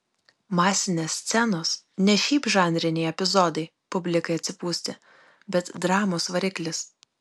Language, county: Lithuanian, Kaunas